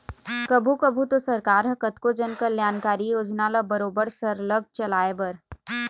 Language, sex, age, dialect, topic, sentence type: Chhattisgarhi, female, 18-24, Eastern, banking, statement